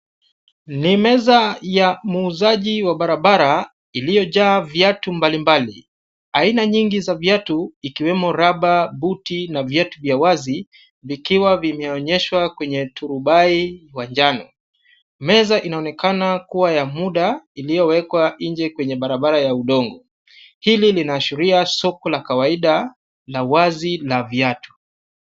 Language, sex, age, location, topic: Swahili, male, 25-35, Kisumu, finance